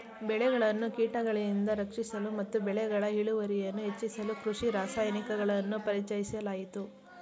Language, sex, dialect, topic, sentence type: Kannada, female, Mysore Kannada, agriculture, statement